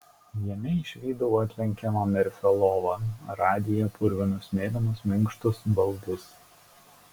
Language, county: Lithuanian, Šiauliai